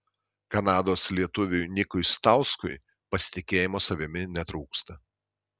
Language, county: Lithuanian, Šiauliai